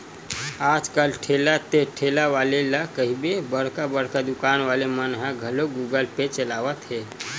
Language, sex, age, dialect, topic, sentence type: Chhattisgarhi, male, 18-24, Western/Budati/Khatahi, banking, statement